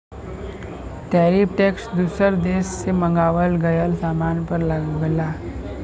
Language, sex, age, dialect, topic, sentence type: Bhojpuri, male, 18-24, Western, banking, statement